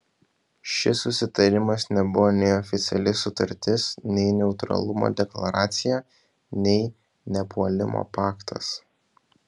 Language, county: Lithuanian, Kaunas